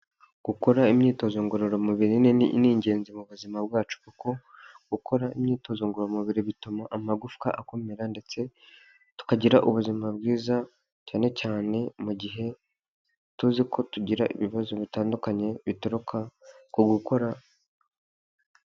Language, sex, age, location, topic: Kinyarwanda, male, 25-35, Huye, health